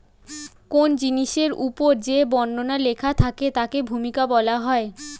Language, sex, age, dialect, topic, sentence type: Bengali, female, 18-24, Standard Colloquial, banking, statement